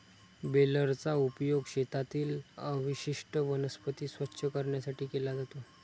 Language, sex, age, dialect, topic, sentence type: Marathi, male, 25-30, Standard Marathi, agriculture, statement